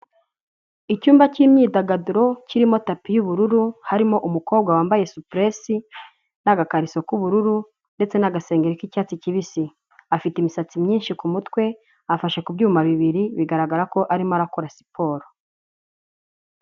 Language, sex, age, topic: Kinyarwanda, female, 25-35, health